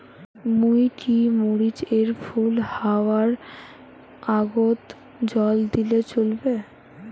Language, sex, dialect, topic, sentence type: Bengali, female, Rajbangshi, agriculture, question